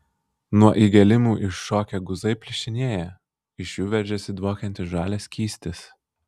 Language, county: Lithuanian, Vilnius